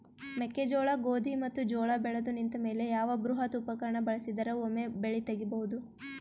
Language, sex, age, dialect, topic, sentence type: Kannada, female, 18-24, Northeastern, agriculture, question